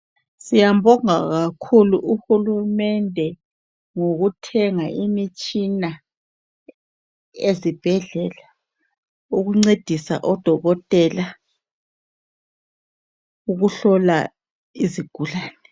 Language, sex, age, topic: North Ndebele, female, 36-49, health